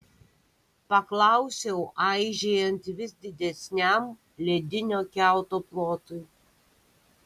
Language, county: Lithuanian, Kaunas